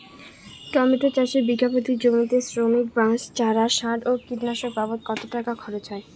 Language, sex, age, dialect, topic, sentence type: Bengali, female, 31-35, Rajbangshi, agriculture, question